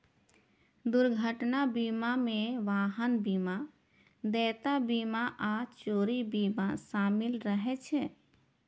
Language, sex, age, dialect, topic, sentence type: Maithili, female, 31-35, Eastern / Thethi, banking, statement